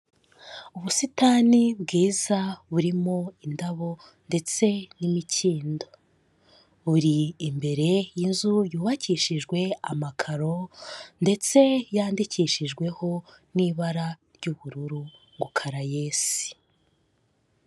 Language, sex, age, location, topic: Kinyarwanda, female, 25-35, Kigali, health